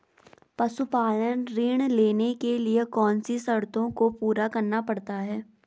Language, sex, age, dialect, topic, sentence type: Hindi, female, 18-24, Garhwali, agriculture, question